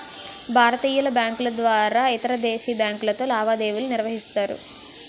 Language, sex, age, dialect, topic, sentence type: Telugu, female, 18-24, Utterandhra, banking, statement